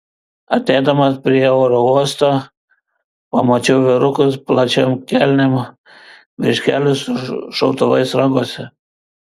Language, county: Lithuanian, Vilnius